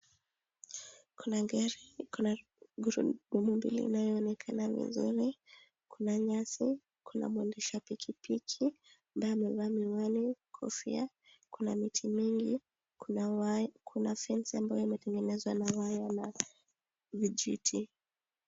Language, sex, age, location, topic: Swahili, female, 18-24, Nakuru, finance